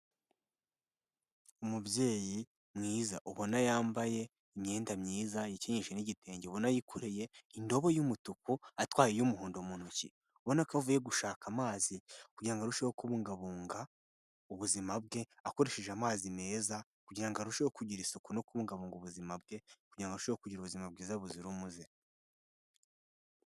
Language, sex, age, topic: Kinyarwanda, male, 18-24, health